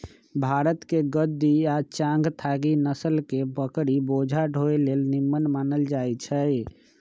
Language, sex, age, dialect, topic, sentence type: Magahi, male, 25-30, Western, agriculture, statement